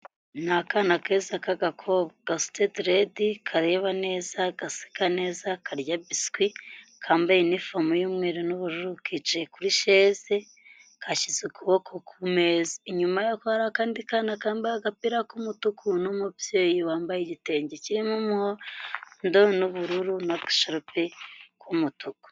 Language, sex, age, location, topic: Kinyarwanda, female, 25-35, Huye, health